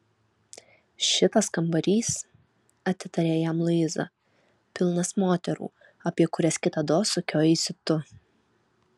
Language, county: Lithuanian, Alytus